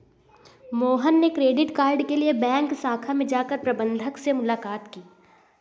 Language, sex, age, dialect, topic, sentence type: Hindi, female, 25-30, Awadhi Bundeli, banking, statement